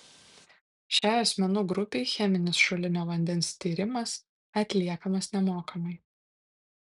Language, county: Lithuanian, Kaunas